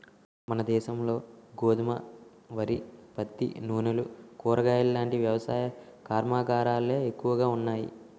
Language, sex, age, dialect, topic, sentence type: Telugu, male, 18-24, Utterandhra, agriculture, statement